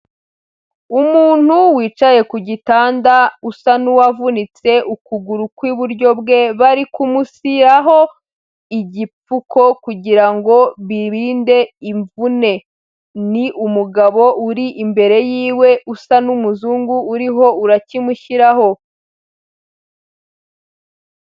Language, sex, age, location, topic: Kinyarwanda, female, 18-24, Huye, health